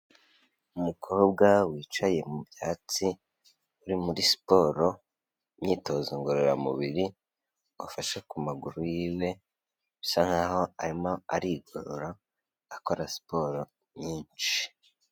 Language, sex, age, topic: Kinyarwanda, male, 18-24, health